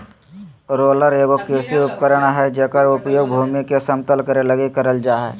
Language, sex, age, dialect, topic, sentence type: Magahi, male, 31-35, Southern, agriculture, statement